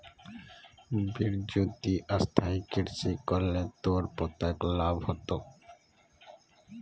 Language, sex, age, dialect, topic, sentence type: Magahi, male, 25-30, Northeastern/Surjapuri, agriculture, statement